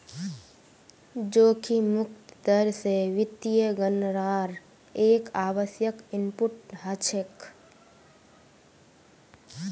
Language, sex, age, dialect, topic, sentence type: Magahi, female, 18-24, Northeastern/Surjapuri, banking, statement